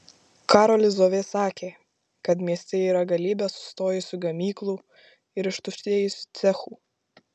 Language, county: Lithuanian, Šiauliai